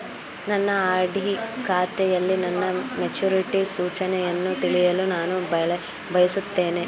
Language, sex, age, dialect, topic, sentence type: Kannada, female, 18-24, Mysore Kannada, banking, statement